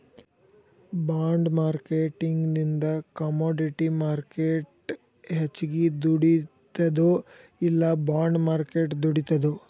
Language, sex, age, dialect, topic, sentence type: Kannada, male, 18-24, Dharwad Kannada, banking, statement